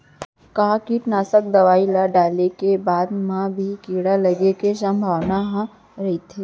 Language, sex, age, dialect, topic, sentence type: Chhattisgarhi, female, 25-30, Central, agriculture, question